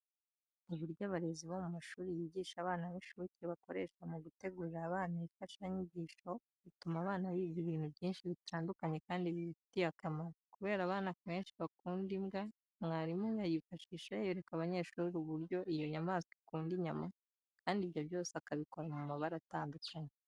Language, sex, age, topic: Kinyarwanda, female, 25-35, education